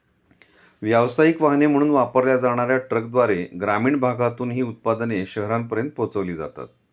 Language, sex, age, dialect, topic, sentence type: Marathi, male, 51-55, Standard Marathi, agriculture, statement